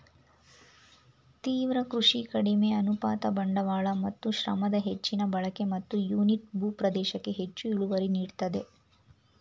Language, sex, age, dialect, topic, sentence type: Kannada, female, 25-30, Mysore Kannada, agriculture, statement